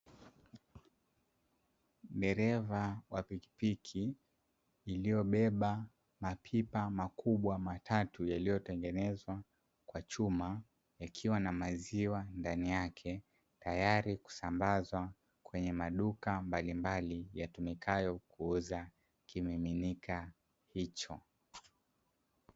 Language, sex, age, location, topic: Swahili, male, 25-35, Dar es Salaam, finance